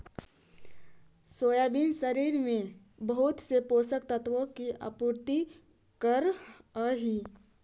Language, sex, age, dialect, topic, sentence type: Magahi, female, 18-24, Central/Standard, agriculture, statement